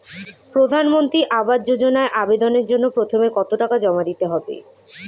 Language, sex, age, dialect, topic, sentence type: Bengali, female, 18-24, Standard Colloquial, banking, question